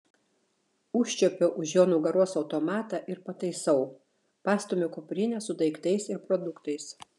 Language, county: Lithuanian, Šiauliai